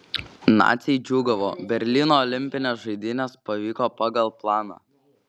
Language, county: Lithuanian, Šiauliai